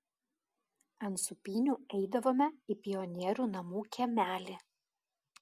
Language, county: Lithuanian, Klaipėda